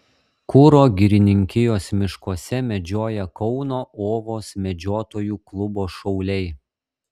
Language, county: Lithuanian, Šiauliai